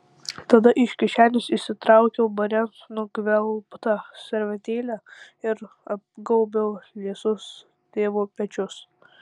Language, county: Lithuanian, Tauragė